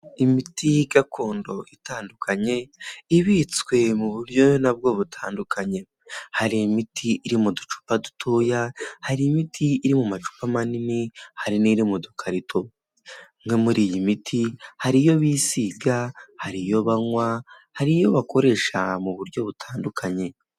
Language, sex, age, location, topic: Kinyarwanda, male, 18-24, Huye, health